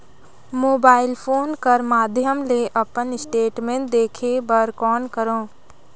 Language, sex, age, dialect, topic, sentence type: Chhattisgarhi, female, 60-100, Northern/Bhandar, banking, question